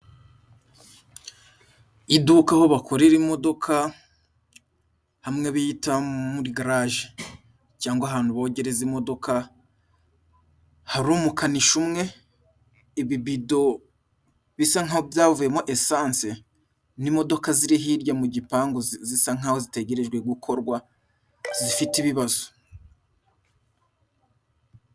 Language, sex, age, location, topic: Kinyarwanda, male, 25-35, Musanze, finance